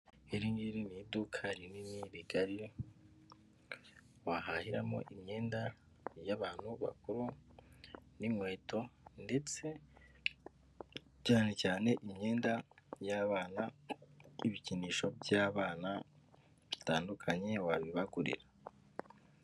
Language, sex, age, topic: Kinyarwanda, female, 18-24, finance